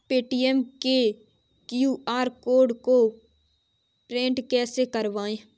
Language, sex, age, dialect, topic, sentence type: Hindi, female, 18-24, Kanauji Braj Bhasha, banking, question